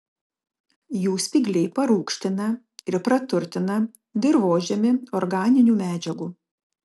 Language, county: Lithuanian, Kaunas